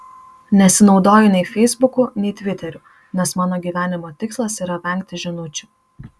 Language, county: Lithuanian, Marijampolė